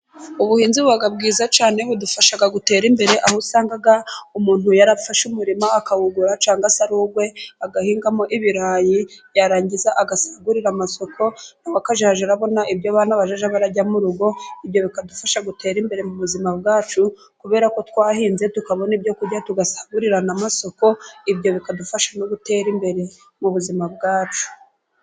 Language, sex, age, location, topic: Kinyarwanda, female, 25-35, Burera, agriculture